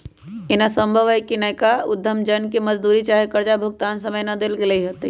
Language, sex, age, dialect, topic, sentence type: Magahi, male, 18-24, Western, banking, statement